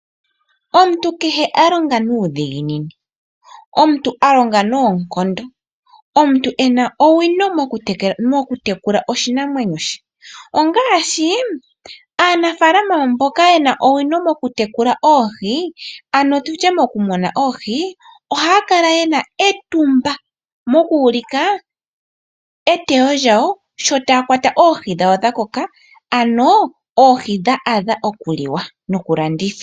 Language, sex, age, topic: Oshiwambo, female, 18-24, agriculture